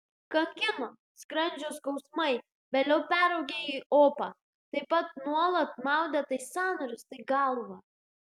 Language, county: Lithuanian, Klaipėda